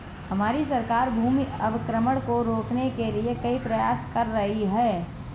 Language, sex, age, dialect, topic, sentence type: Hindi, female, 25-30, Marwari Dhudhari, agriculture, statement